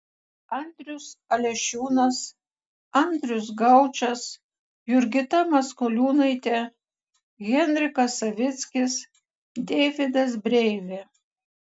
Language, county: Lithuanian, Kaunas